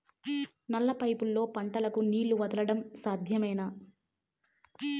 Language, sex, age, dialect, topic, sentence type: Telugu, female, 18-24, Southern, agriculture, question